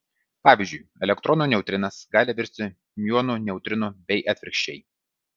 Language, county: Lithuanian, Vilnius